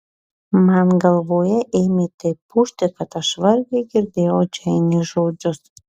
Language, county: Lithuanian, Marijampolė